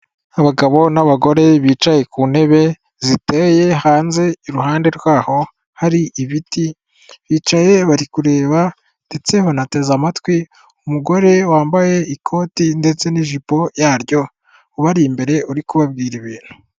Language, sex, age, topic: Kinyarwanda, female, 36-49, government